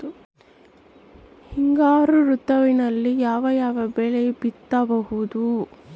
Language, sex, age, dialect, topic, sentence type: Kannada, female, 25-30, Central, agriculture, question